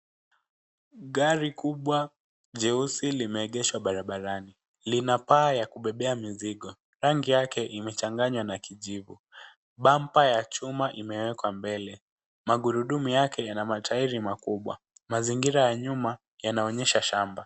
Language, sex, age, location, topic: Swahili, female, 18-24, Nairobi, finance